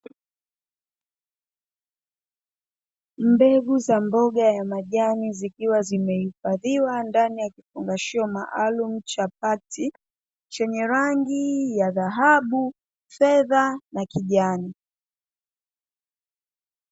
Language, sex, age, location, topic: Swahili, female, 25-35, Dar es Salaam, agriculture